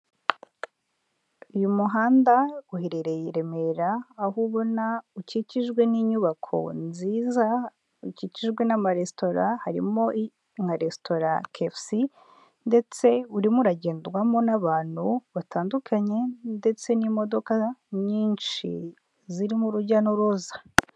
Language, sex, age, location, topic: Kinyarwanda, female, 18-24, Huye, government